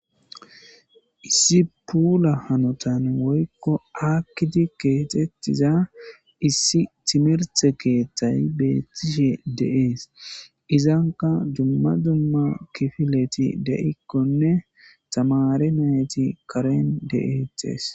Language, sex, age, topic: Gamo, male, 18-24, government